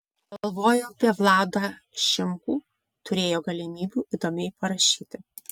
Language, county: Lithuanian, Vilnius